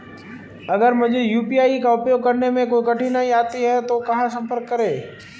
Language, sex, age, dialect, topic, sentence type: Hindi, female, 18-24, Marwari Dhudhari, banking, question